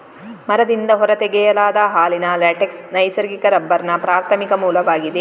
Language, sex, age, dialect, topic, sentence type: Kannada, female, 36-40, Coastal/Dakshin, agriculture, statement